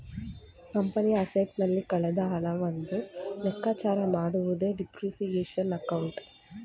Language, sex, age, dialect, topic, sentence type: Kannada, female, 25-30, Mysore Kannada, banking, statement